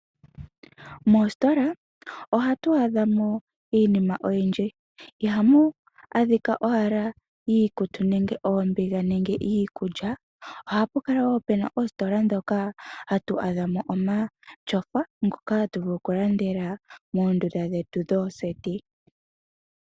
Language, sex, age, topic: Oshiwambo, female, 18-24, finance